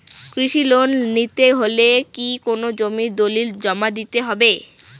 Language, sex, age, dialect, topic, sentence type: Bengali, female, 18-24, Rajbangshi, agriculture, question